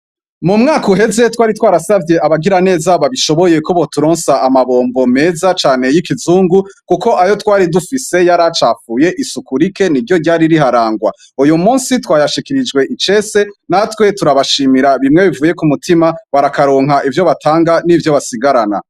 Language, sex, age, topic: Rundi, male, 25-35, education